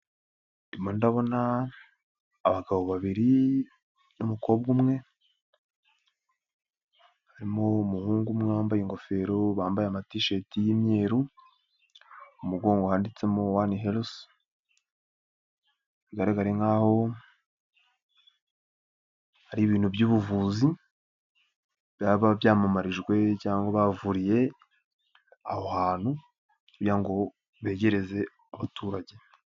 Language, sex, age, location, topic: Kinyarwanda, male, 18-24, Nyagatare, health